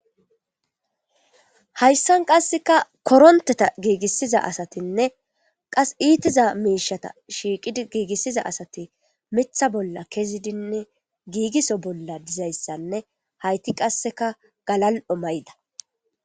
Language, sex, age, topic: Gamo, female, 25-35, government